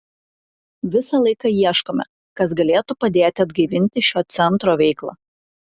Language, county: Lithuanian, Klaipėda